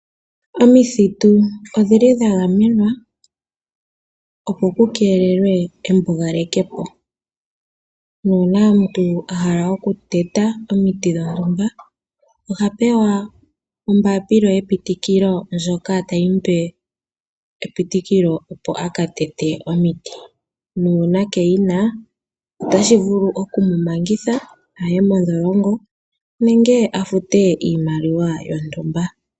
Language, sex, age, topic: Oshiwambo, female, 18-24, agriculture